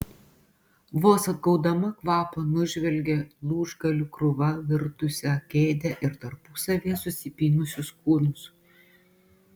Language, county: Lithuanian, Panevėžys